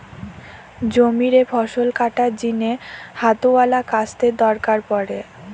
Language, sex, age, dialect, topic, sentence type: Bengali, female, 18-24, Western, agriculture, statement